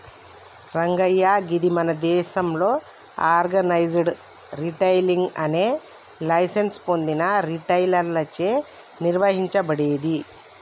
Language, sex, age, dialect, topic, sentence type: Telugu, female, 25-30, Telangana, agriculture, statement